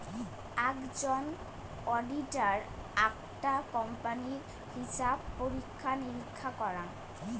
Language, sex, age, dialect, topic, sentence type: Bengali, female, 18-24, Rajbangshi, banking, statement